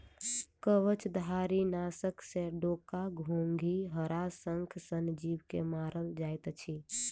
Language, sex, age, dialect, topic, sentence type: Maithili, female, 18-24, Southern/Standard, agriculture, statement